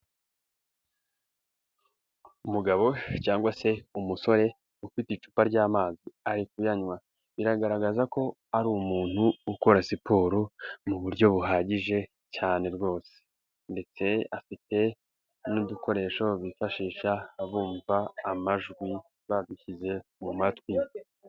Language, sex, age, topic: Kinyarwanda, male, 18-24, health